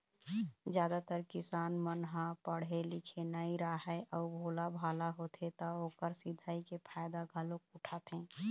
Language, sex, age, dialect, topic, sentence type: Chhattisgarhi, female, 31-35, Eastern, agriculture, statement